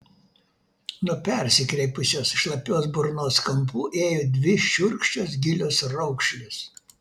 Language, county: Lithuanian, Vilnius